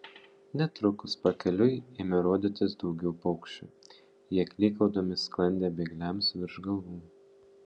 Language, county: Lithuanian, Panevėžys